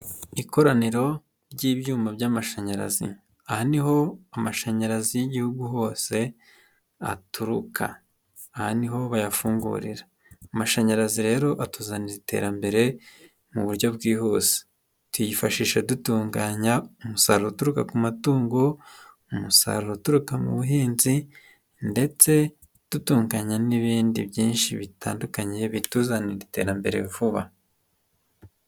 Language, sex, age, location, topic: Kinyarwanda, male, 25-35, Nyagatare, government